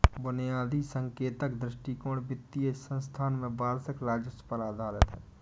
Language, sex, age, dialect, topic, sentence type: Hindi, male, 25-30, Awadhi Bundeli, banking, statement